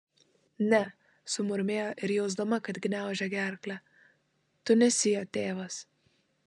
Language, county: Lithuanian, Klaipėda